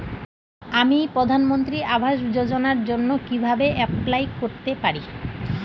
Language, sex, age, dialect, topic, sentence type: Bengali, female, 41-45, Standard Colloquial, banking, question